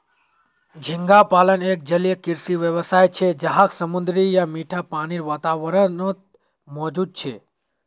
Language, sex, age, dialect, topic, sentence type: Magahi, male, 18-24, Northeastern/Surjapuri, agriculture, statement